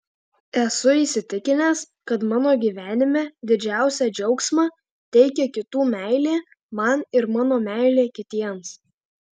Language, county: Lithuanian, Alytus